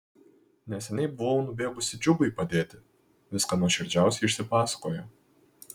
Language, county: Lithuanian, Kaunas